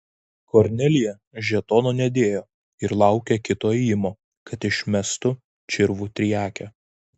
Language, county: Lithuanian, Vilnius